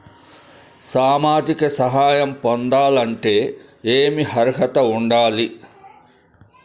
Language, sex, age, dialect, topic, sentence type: Telugu, male, 56-60, Southern, banking, question